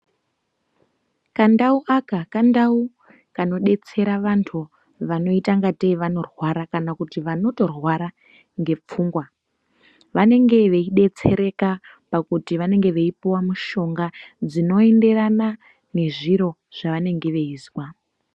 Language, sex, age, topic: Ndau, female, 18-24, health